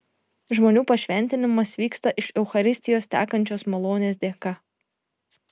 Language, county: Lithuanian, Šiauliai